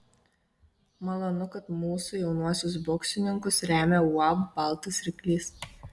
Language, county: Lithuanian, Kaunas